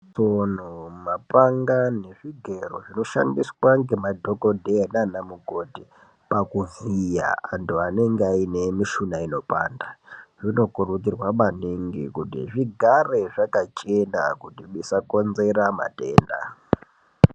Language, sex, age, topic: Ndau, male, 18-24, health